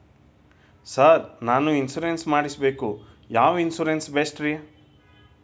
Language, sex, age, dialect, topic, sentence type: Kannada, male, 25-30, Dharwad Kannada, banking, question